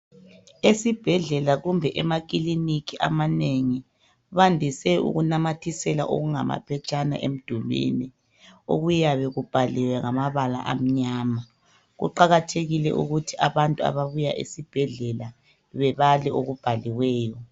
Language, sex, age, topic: North Ndebele, male, 36-49, health